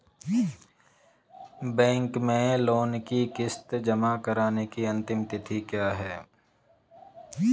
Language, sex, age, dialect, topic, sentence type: Hindi, male, 31-35, Marwari Dhudhari, banking, question